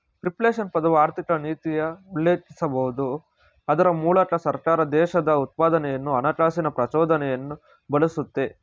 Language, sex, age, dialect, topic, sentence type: Kannada, male, 36-40, Mysore Kannada, banking, statement